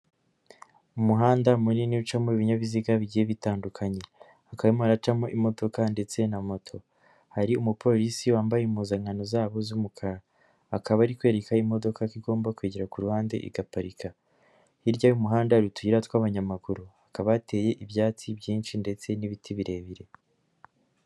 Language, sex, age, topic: Kinyarwanda, female, 25-35, government